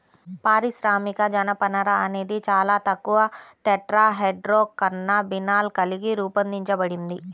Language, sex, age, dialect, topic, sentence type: Telugu, female, 31-35, Central/Coastal, agriculture, statement